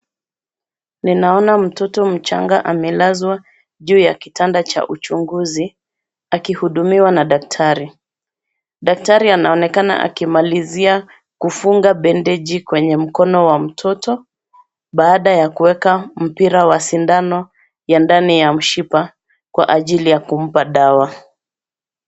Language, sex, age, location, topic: Swahili, female, 36-49, Nairobi, health